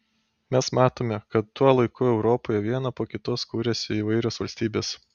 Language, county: Lithuanian, Panevėžys